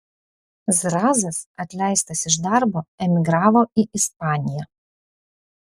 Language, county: Lithuanian, Vilnius